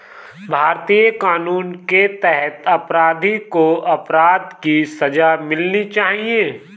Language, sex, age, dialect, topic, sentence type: Hindi, male, 25-30, Awadhi Bundeli, banking, statement